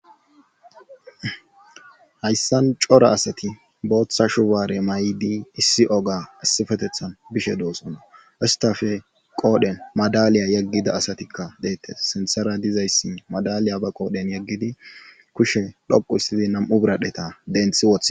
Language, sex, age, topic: Gamo, male, 18-24, government